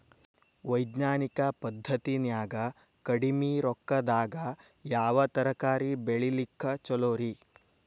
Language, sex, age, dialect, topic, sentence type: Kannada, male, 25-30, Dharwad Kannada, agriculture, question